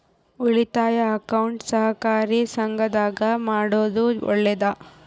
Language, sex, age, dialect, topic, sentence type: Kannada, female, 18-24, Central, banking, question